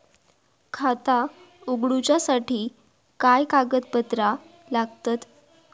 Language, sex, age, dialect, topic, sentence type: Marathi, female, 41-45, Southern Konkan, banking, question